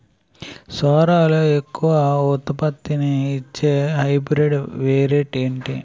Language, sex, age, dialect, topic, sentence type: Telugu, male, 18-24, Utterandhra, agriculture, question